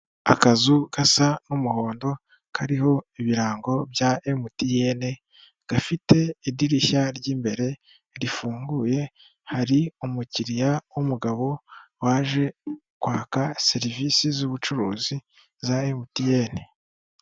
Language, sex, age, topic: Kinyarwanda, male, 18-24, finance